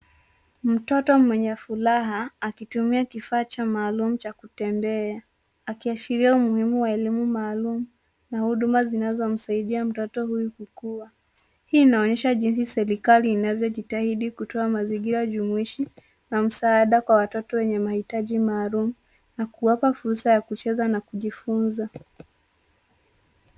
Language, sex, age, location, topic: Swahili, female, 36-49, Nairobi, education